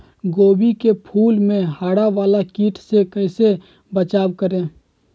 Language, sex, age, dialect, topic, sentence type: Magahi, male, 18-24, Western, agriculture, question